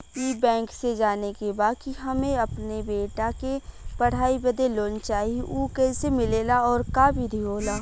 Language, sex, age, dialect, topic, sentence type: Bhojpuri, female, <18, Western, banking, question